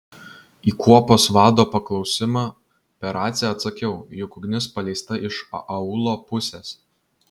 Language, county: Lithuanian, Vilnius